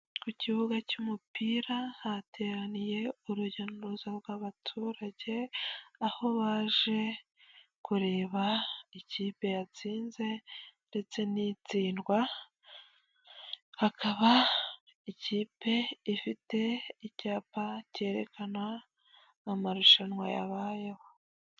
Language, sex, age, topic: Kinyarwanda, female, 25-35, government